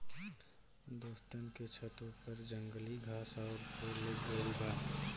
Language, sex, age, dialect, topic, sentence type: Bhojpuri, male, 18-24, Southern / Standard, agriculture, question